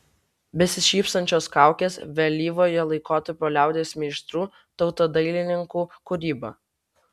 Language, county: Lithuanian, Vilnius